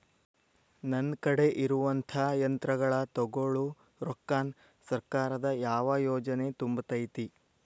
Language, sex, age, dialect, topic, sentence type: Kannada, male, 25-30, Dharwad Kannada, agriculture, question